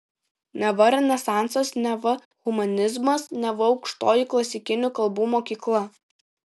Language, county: Lithuanian, Šiauliai